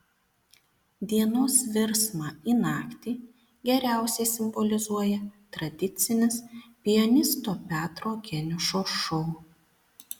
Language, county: Lithuanian, Panevėžys